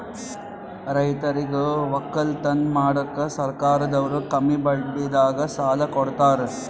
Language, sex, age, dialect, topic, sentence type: Kannada, male, 18-24, Northeastern, agriculture, statement